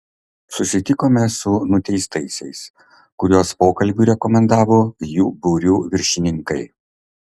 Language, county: Lithuanian, Kaunas